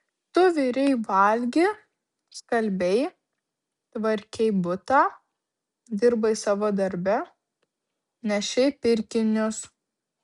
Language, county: Lithuanian, Vilnius